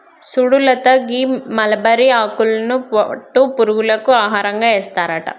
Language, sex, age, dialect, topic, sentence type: Telugu, male, 25-30, Telangana, agriculture, statement